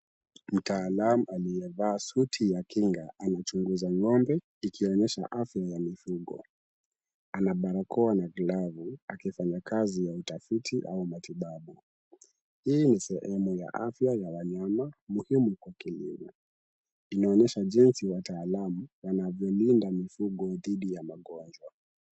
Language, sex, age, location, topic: Swahili, male, 18-24, Kisumu, health